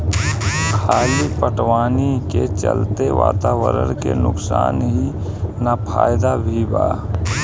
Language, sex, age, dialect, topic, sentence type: Bhojpuri, female, 25-30, Southern / Standard, agriculture, statement